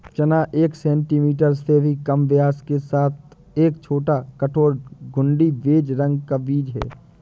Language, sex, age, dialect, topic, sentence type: Hindi, male, 25-30, Awadhi Bundeli, agriculture, statement